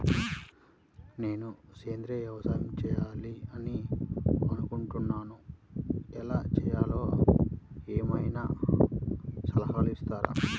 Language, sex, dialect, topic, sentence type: Telugu, male, Central/Coastal, agriculture, question